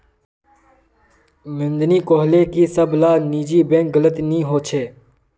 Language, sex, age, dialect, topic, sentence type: Magahi, male, 18-24, Northeastern/Surjapuri, banking, statement